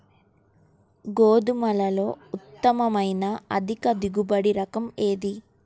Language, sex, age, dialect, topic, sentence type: Telugu, female, 18-24, Central/Coastal, agriculture, question